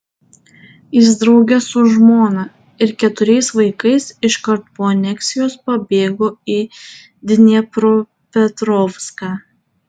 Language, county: Lithuanian, Tauragė